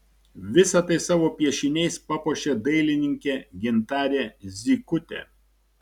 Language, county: Lithuanian, Šiauliai